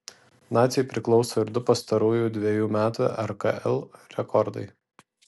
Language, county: Lithuanian, Vilnius